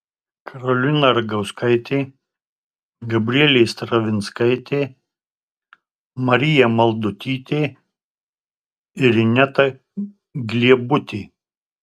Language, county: Lithuanian, Tauragė